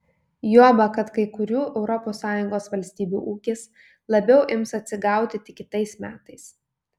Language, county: Lithuanian, Kaunas